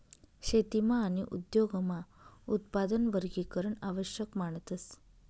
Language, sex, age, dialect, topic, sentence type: Marathi, female, 31-35, Northern Konkan, agriculture, statement